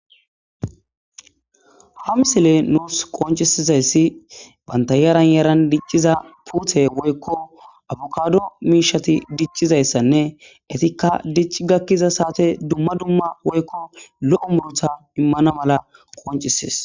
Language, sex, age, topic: Gamo, male, 18-24, agriculture